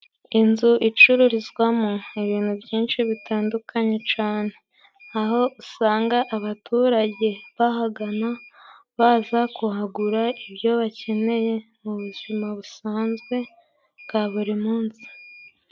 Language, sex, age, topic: Kinyarwanda, male, 18-24, finance